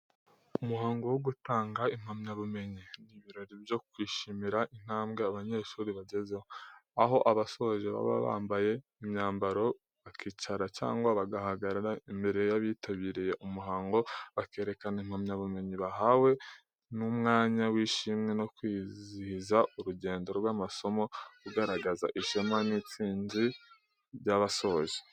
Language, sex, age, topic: Kinyarwanda, male, 18-24, education